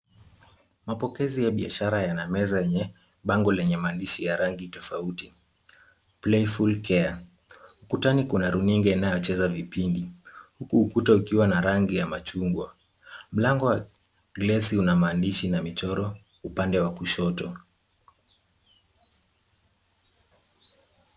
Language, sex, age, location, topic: Swahili, male, 18-24, Kisumu, health